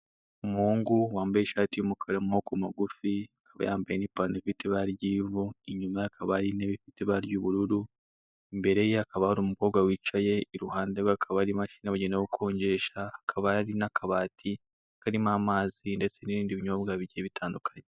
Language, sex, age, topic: Kinyarwanda, male, 18-24, finance